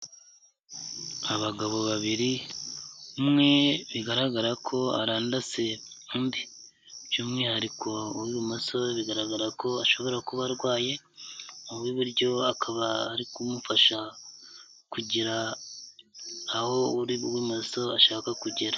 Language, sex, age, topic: Kinyarwanda, male, 25-35, health